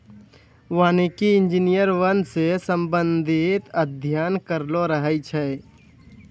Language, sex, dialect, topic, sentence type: Maithili, male, Angika, agriculture, statement